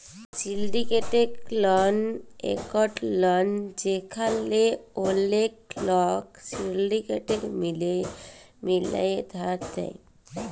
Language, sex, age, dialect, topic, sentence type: Bengali, female, 18-24, Jharkhandi, banking, statement